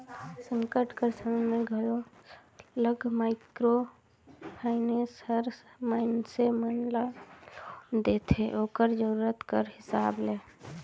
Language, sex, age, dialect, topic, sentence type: Chhattisgarhi, female, 25-30, Northern/Bhandar, banking, statement